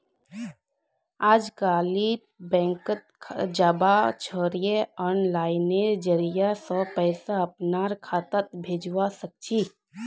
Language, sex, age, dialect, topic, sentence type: Magahi, female, 18-24, Northeastern/Surjapuri, banking, statement